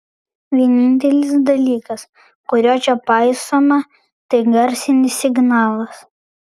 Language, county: Lithuanian, Vilnius